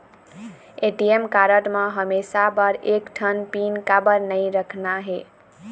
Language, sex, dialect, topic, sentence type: Chhattisgarhi, female, Eastern, banking, question